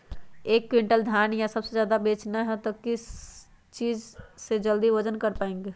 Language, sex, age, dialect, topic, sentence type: Magahi, male, 36-40, Western, agriculture, question